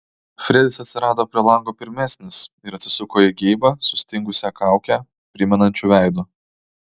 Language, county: Lithuanian, Kaunas